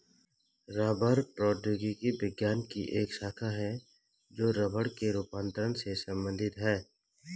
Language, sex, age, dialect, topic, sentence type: Hindi, male, 36-40, Garhwali, agriculture, statement